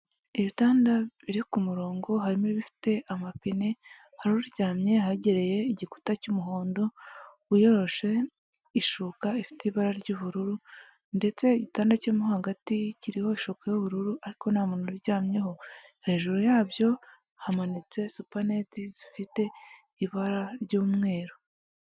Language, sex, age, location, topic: Kinyarwanda, female, 18-24, Huye, health